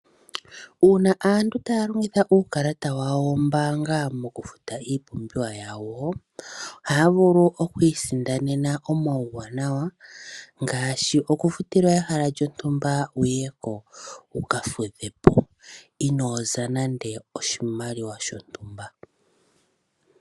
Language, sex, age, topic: Oshiwambo, female, 25-35, finance